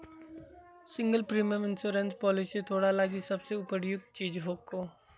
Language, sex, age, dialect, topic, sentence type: Magahi, female, 25-30, Southern, banking, statement